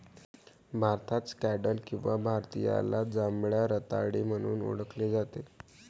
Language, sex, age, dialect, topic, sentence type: Marathi, male, 18-24, Varhadi, agriculture, statement